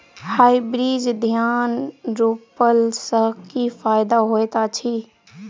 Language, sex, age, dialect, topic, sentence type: Maithili, female, 46-50, Southern/Standard, agriculture, question